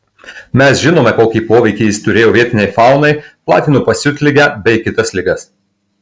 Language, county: Lithuanian, Marijampolė